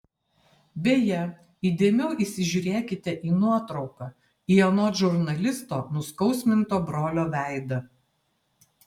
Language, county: Lithuanian, Vilnius